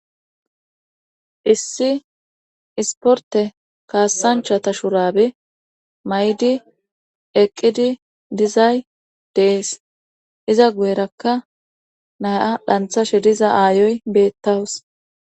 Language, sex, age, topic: Gamo, male, 25-35, government